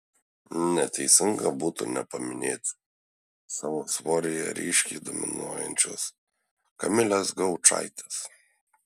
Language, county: Lithuanian, Šiauliai